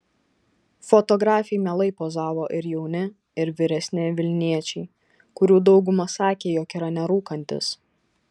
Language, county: Lithuanian, Šiauliai